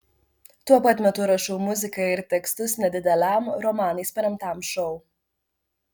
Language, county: Lithuanian, Vilnius